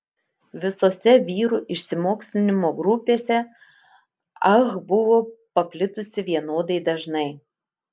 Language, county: Lithuanian, Utena